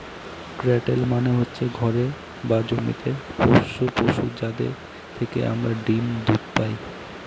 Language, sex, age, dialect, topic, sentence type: Bengali, male, 18-24, Northern/Varendri, agriculture, statement